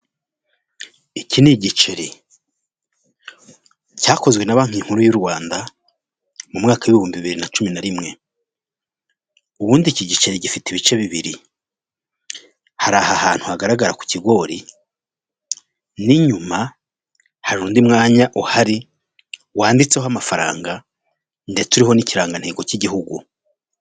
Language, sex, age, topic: Kinyarwanda, male, 36-49, finance